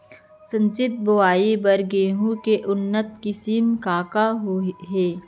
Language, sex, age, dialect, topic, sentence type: Chhattisgarhi, female, 25-30, Central, agriculture, question